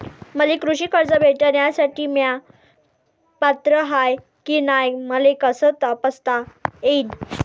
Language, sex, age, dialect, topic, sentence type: Marathi, female, 18-24, Varhadi, banking, question